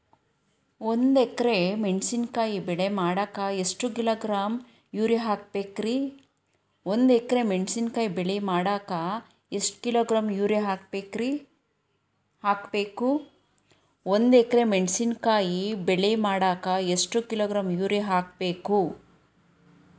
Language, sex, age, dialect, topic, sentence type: Kannada, female, 31-35, Dharwad Kannada, agriculture, question